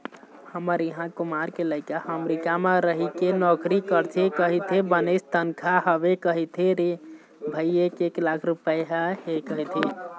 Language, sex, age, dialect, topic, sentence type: Chhattisgarhi, male, 18-24, Eastern, banking, statement